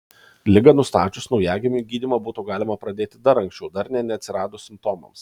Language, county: Lithuanian, Kaunas